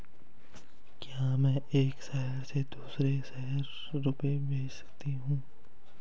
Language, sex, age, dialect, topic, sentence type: Hindi, male, 18-24, Hindustani Malvi Khadi Boli, banking, question